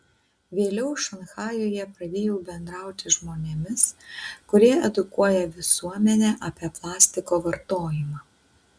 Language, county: Lithuanian, Utena